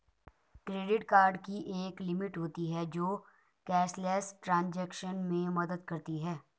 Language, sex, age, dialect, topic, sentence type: Hindi, male, 18-24, Garhwali, banking, statement